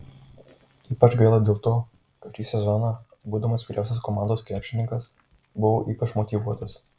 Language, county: Lithuanian, Marijampolė